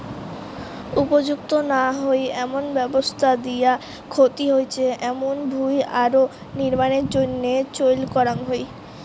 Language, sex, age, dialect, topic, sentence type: Bengali, female, <18, Rajbangshi, agriculture, statement